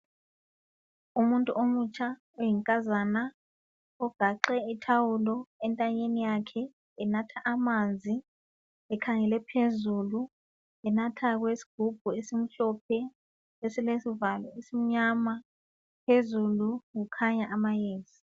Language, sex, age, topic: North Ndebele, female, 36-49, health